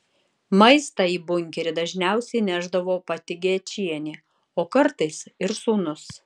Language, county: Lithuanian, Tauragė